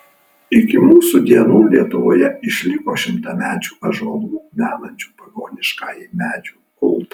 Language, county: Lithuanian, Kaunas